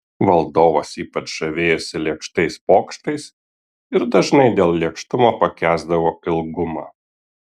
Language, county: Lithuanian, Kaunas